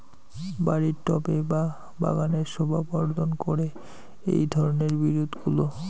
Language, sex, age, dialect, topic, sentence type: Bengali, male, 51-55, Rajbangshi, agriculture, question